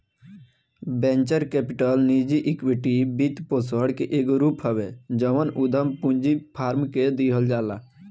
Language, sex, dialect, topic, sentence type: Bhojpuri, male, Southern / Standard, banking, statement